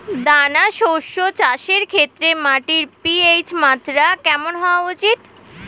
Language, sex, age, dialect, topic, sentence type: Bengali, female, 18-24, Standard Colloquial, agriculture, question